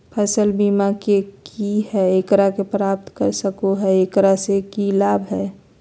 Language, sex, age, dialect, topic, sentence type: Magahi, female, 31-35, Southern, agriculture, question